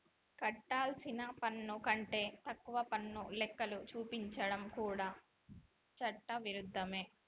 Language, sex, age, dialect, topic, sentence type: Telugu, female, 18-24, Telangana, banking, statement